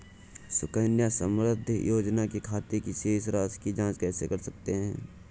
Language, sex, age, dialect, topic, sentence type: Hindi, male, 18-24, Awadhi Bundeli, banking, question